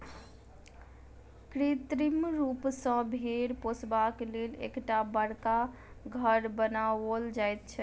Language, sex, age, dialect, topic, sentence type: Maithili, female, 18-24, Southern/Standard, agriculture, statement